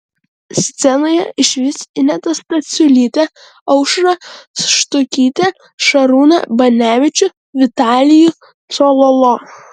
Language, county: Lithuanian, Vilnius